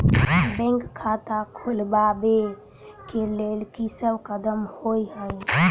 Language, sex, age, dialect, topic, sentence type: Maithili, female, 18-24, Southern/Standard, banking, question